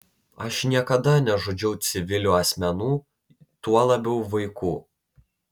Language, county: Lithuanian, Telšiai